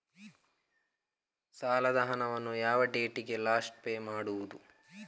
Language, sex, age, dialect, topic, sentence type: Kannada, male, 25-30, Coastal/Dakshin, banking, question